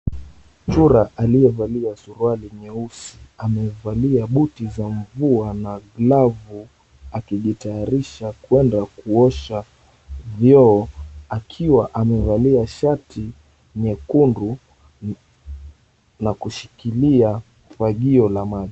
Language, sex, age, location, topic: Swahili, male, 25-35, Mombasa, health